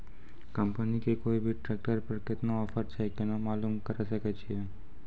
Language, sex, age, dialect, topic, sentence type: Maithili, female, 25-30, Angika, agriculture, question